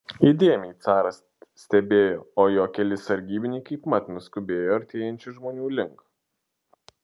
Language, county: Lithuanian, Šiauliai